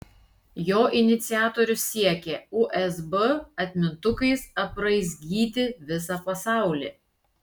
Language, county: Lithuanian, Šiauliai